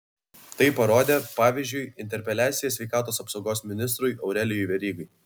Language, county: Lithuanian, Vilnius